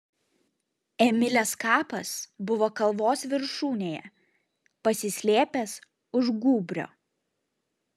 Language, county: Lithuanian, Šiauliai